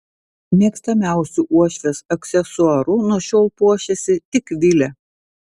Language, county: Lithuanian, Vilnius